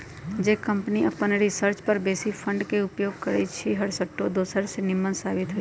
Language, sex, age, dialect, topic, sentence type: Magahi, female, 18-24, Western, banking, statement